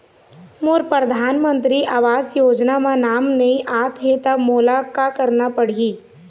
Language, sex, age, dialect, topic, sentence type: Chhattisgarhi, female, 18-24, Eastern, banking, question